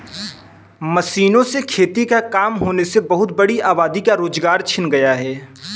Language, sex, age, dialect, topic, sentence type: Hindi, male, 18-24, Kanauji Braj Bhasha, agriculture, statement